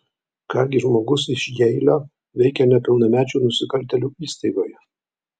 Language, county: Lithuanian, Vilnius